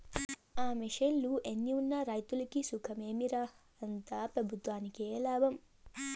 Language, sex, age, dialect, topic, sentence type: Telugu, female, 18-24, Southern, agriculture, statement